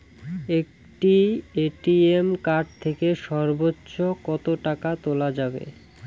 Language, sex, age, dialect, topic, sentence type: Bengali, male, 18-24, Rajbangshi, banking, question